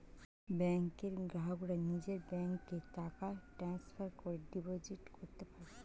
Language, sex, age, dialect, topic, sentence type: Bengali, female, 25-30, Standard Colloquial, banking, statement